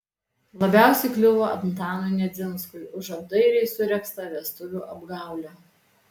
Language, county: Lithuanian, Alytus